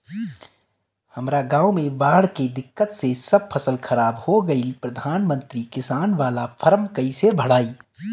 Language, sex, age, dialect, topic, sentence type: Bhojpuri, male, 31-35, Northern, banking, question